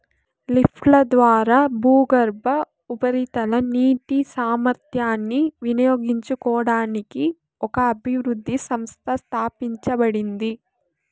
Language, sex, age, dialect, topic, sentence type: Telugu, female, 25-30, Southern, agriculture, statement